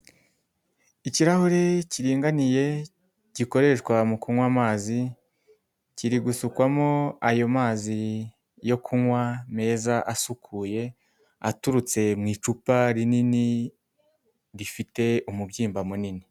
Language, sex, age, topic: Kinyarwanda, male, 18-24, health